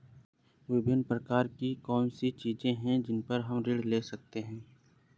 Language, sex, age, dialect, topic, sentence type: Hindi, male, 25-30, Awadhi Bundeli, banking, question